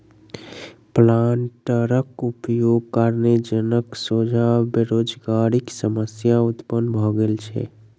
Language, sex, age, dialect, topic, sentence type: Maithili, male, 41-45, Southern/Standard, agriculture, statement